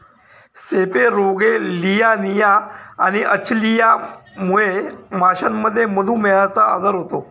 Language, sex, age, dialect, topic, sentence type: Marathi, male, 36-40, Standard Marathi, agriculture, statement